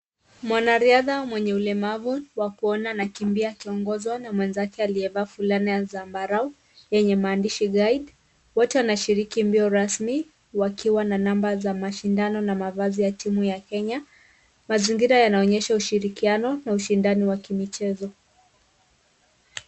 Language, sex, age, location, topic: Swahili, female, 18-24, Kisumu, education